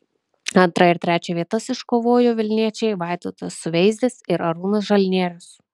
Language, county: Lithuanian, Kaunas